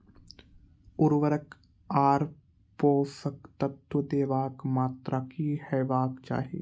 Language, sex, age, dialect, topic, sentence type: Maithili, male, 18-24, Angika, agriculture, question